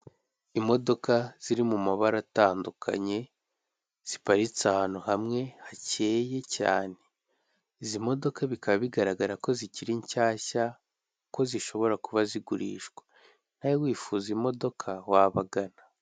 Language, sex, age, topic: Kinyarwanda, male, 18-24, finance